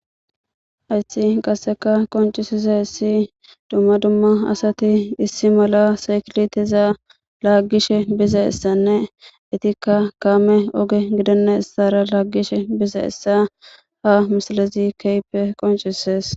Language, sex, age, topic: Gamo, female, 18-24, government